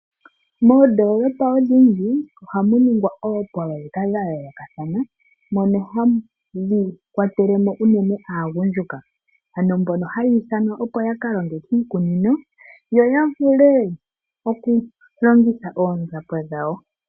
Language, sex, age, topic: Oshiwambo, female, 18-24, agriculture